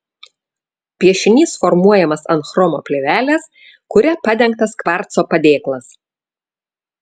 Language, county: Lithuanian, Vilnius